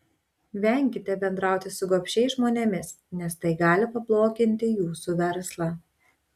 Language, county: Lithuanian, Šiauliai